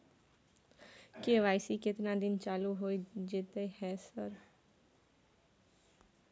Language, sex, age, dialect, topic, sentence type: Maithili, female, 18-24, Bajjika, banking, question